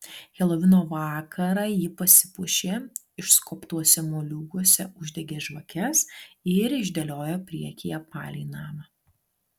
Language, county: Lithuanian, Alytus